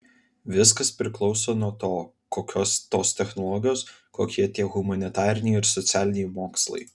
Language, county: Lithuanian, Vilnius